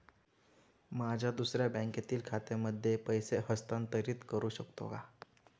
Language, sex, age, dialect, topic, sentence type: Marathi, male, 18-24, Standard Marathi, banking, question